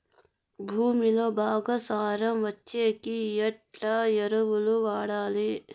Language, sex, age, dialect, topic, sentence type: Telugu, male, 18-24, Southern, agriculture, question